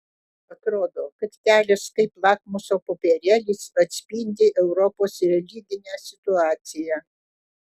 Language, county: Lithuanian, Utena